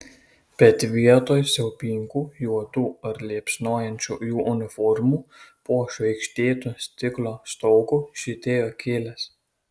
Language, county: Lithuanian, Kaunas